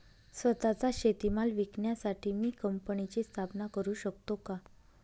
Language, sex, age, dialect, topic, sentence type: Marathi, female, 31-35, Northern Konkan, agriculture, question